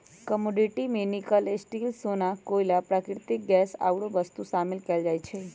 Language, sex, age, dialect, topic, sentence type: Magahi, female, 31-35, Western, banking, statement